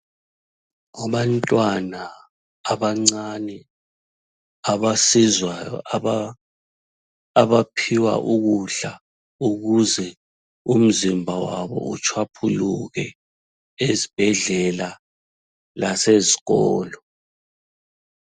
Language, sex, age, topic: North Ndebele, male, 36-49, health